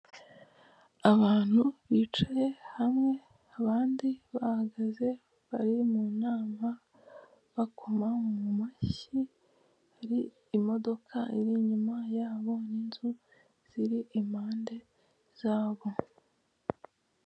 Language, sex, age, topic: Kinyarwanda, female, 25-35, government